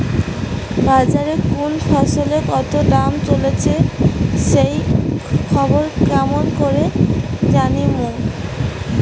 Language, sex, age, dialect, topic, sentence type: Bengali, female, 18-24, Rajbangshi, agriculture, question